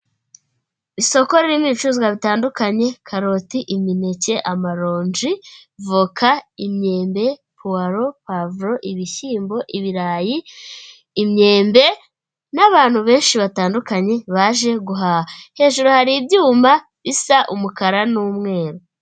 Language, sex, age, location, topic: Kinyarwanda, female, 25-35, Kigali, finance